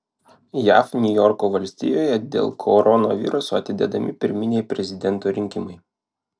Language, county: Lithuanian, Klaipėda